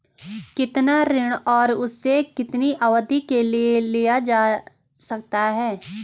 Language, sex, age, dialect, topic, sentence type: Hindi, female, 25-30, Garhwali, banking, question